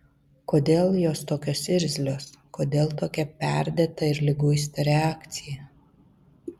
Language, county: Lithuanian, Vilnius